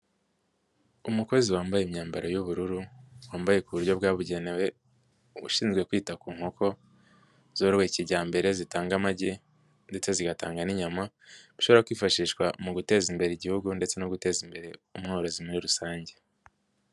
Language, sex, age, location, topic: Kinyarwanda, male, 18-24, Nyagatare, agriculture